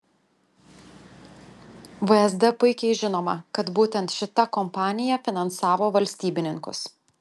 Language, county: Lithuanian, Telšiai